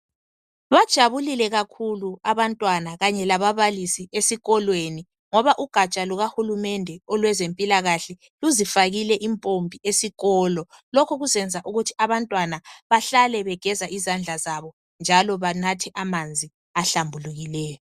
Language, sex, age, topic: North Ndebele, female, 25-35, health